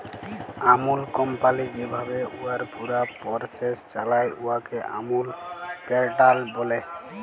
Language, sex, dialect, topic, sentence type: Bengali, male, Jharkhandi, agriculture, statement